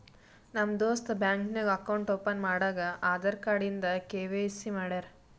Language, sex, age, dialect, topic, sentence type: Kannada, female, 18-24, Northeastern, banking, statement